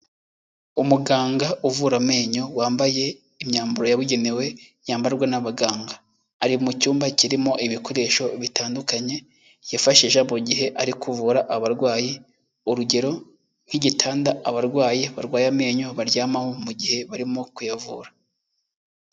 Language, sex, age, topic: Kinyarwanda, male, 18-24, health